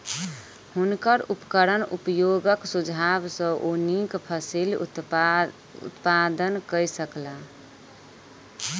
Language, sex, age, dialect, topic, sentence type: Maithili, female, 18-24, Southern/Standard, agriculture, statement